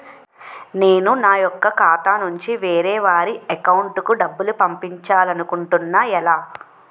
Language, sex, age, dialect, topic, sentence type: Telugu, female, 18-24, Utterandhra, banking, question